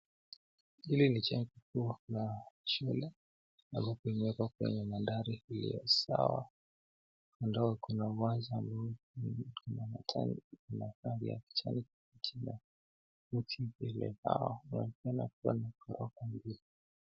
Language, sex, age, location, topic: Swahili, male, 18-24, Nakuru, education